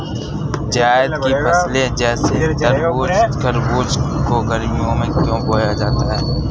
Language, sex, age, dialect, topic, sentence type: Hindi, female, 18-24, Awadhi Bundeli, agriculture, question